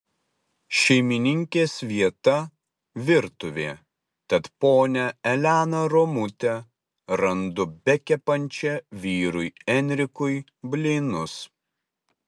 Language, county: Lithuanian, Utena